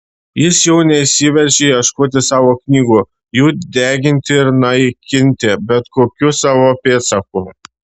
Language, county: Lithuanian, Šiauliai